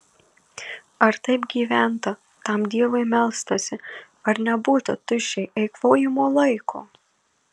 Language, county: Lithuanian, Marijampolė